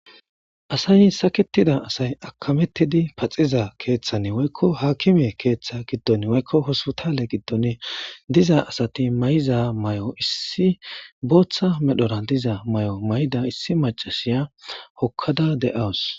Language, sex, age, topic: Gamo, male, 18-24, government